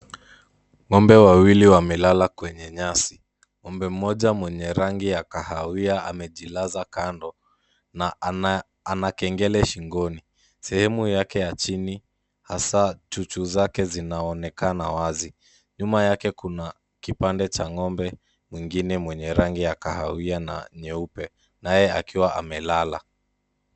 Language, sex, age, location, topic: Swahili, male, 18-24, Kisumu, agriculture